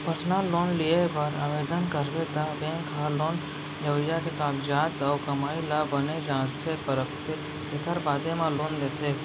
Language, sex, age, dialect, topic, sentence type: Chhattisgarhi, male, 41-45, Central, banking, statement